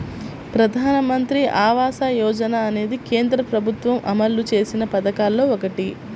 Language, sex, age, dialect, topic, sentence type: Telugu, female, 18-24, Central/Coastal, banking, statement